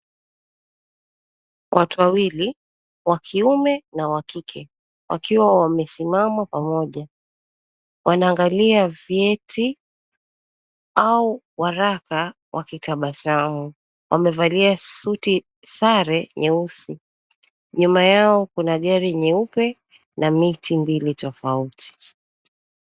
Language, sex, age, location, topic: Swahili, female, 25-35, Mombasa, finance